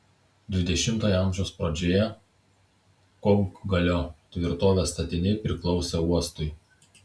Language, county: Lithuanian, Vilnius